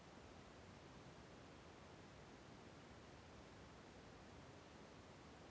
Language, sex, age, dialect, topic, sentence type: Kannada, male, 41-45, Central, agriculture, question